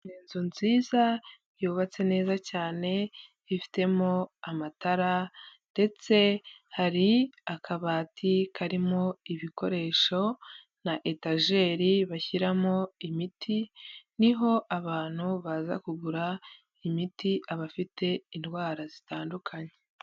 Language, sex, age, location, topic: Kinyarwanda, female, 25-35, Huye, health